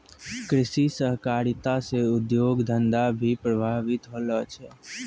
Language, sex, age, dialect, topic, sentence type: Maithili, male, 18-24, Angika, agriculture, statement